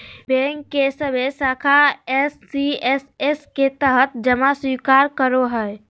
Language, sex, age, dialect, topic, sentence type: Magahi, female, 18-24, Southern, banking, statement